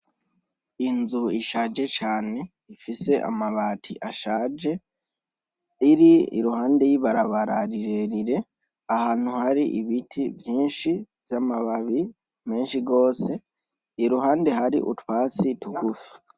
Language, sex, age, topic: Rundi, male, 18-24, education